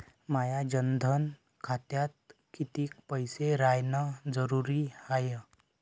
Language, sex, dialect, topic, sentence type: Marathi, male, Varhadi, banking, question